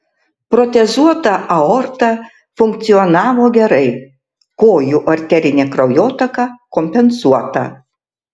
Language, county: Lithuanian, Tauragė